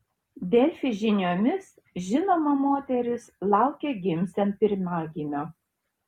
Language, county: Lithuanian, Šiauliai